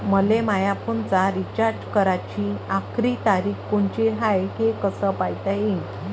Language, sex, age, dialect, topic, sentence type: Marathi, female, 25-30, Varhadi, banking, question